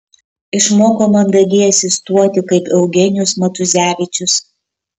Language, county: Lithuanian, Kaunas